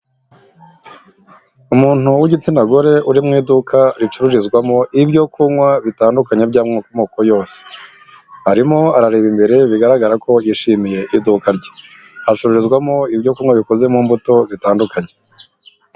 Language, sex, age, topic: Kinyarwanda, male, 25-35, finance